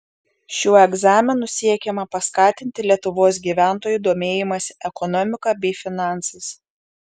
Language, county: Lithuanian, Šiauliai